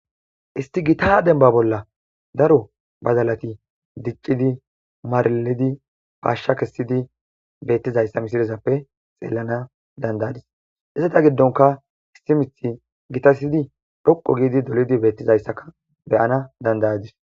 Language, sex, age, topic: Gamo, male, 25-35, agriculture